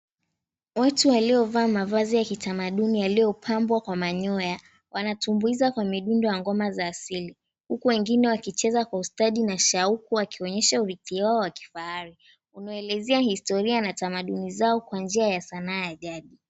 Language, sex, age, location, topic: Swahili, female, 18-24, Mombasa, government